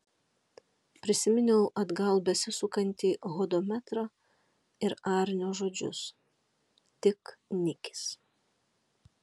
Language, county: Lithuanian, Alytus